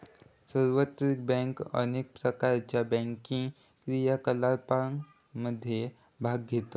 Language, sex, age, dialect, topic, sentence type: Marathi, male, 18-24, Southern Konkan, banking, statement